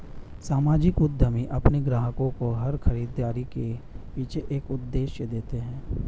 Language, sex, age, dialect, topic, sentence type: Hindi, male, 31-35, Hindustani Malvi Khadi Boli, banking, statement